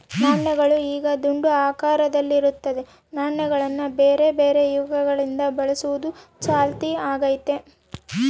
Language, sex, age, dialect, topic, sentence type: Kannada, female, 18-24, Central, banking, statement